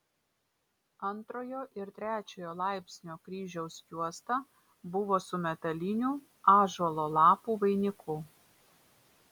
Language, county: Lithuanian, Vilnius